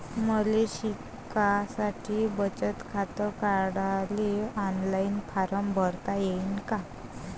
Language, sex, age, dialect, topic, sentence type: Marathi, female, 25-30, Varhadi, banking, question